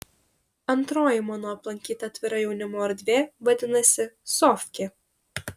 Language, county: Lithuanian, Šiauliai